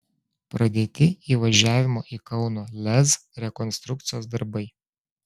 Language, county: Lithuanian, Klaipėda